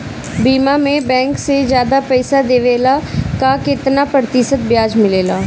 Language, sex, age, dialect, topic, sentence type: Bhojpuri, female, 18-24, Northern, banking, question